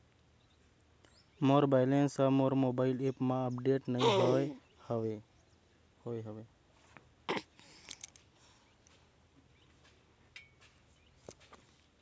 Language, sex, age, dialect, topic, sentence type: Chhattisgarhi, female, 56-60, Central, banking, statement